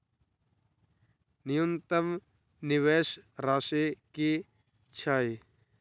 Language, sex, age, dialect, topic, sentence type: Maithili, male, 18-24, Southern/Standard, banking, question